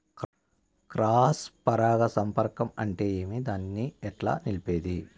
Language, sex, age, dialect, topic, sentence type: Telugu, male, 41-45, Southern, agriculture, question